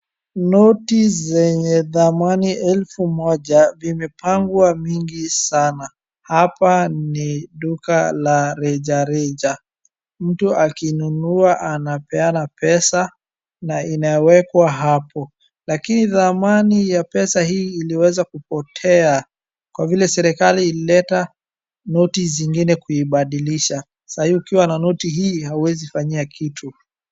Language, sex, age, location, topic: Swahili, male, 18-24, Wajir, finance